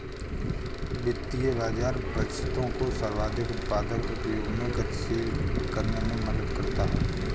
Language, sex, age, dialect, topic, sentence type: Hindi, male, 31-35, Kanauji Braj Bhasha, banking, statement